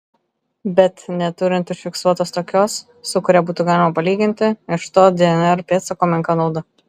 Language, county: Lithuanian, Vilnius